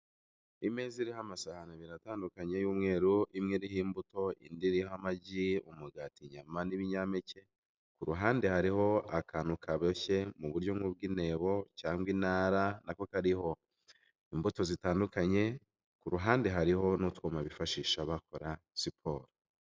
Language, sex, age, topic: Kinyarwanda, male, 25-35, health